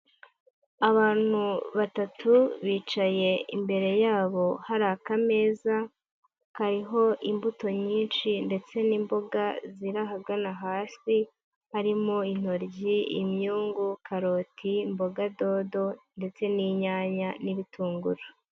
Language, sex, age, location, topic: Kinyarwanda, female, 18-24, Huye, agriculture